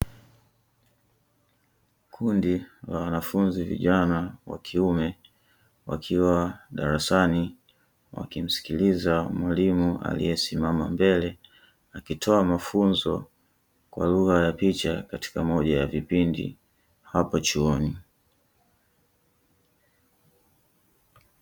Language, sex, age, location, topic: Swahili, male, 18-24, Dar es Salaam, education